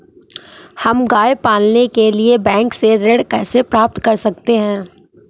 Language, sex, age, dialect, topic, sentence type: Hindi, male, 18-24, Awadhi Bundeli, banking, question